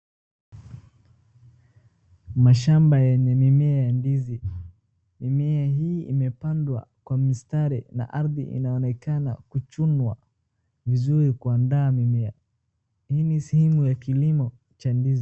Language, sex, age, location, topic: Swahili, male, 36-49, Wajir, agriculture